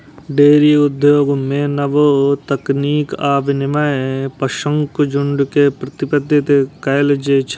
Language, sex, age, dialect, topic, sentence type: Maithili, male, 18-24, Eastern / Thethi, agriculture, statement